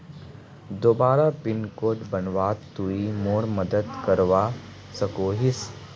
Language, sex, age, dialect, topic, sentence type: Magahi, male, 18-24, Northeastern/Surjapuri, banking, question